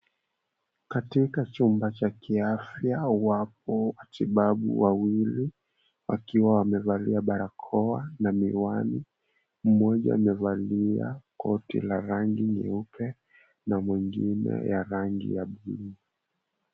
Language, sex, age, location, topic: Swahili, male, 18-24, Mombasa, health